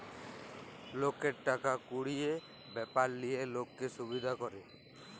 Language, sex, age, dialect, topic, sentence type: Bengali, male, 18-24, Jharkhandi, banking, statement